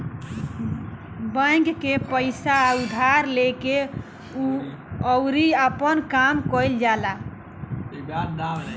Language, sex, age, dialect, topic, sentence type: Bhojpuri, male, 18-24, Southern / Standard, banking, statement